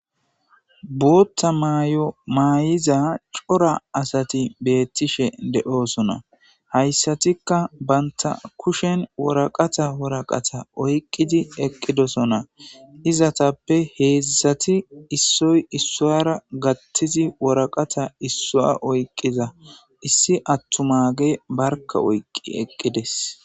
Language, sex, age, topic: Gamo, male, 18-24, government